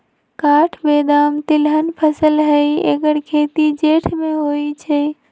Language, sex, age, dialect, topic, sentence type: Magahi, female, 18-24, Western, agriculture, statement